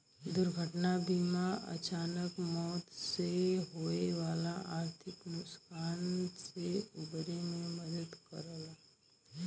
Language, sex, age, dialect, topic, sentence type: Bhojpuri, female, 18-24, Western, banking, statement